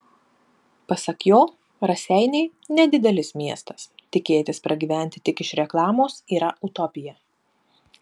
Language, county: Lithuanian, Panevėžys